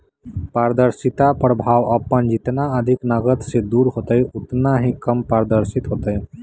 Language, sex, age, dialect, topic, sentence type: Magahi, male, 18-24, Western, banking, statement